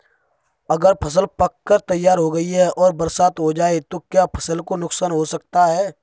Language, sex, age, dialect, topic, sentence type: Hindi, male, 25-30, Kanauji Braj Bhasha, agriculture, question